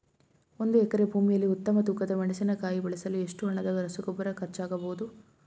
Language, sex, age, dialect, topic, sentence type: Kannada, female, 25-30, Mysore Kannada, agriculture, question